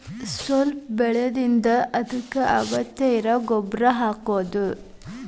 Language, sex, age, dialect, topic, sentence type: Kannada, male, 18-24, Dharwad Kannada, agriculture, statement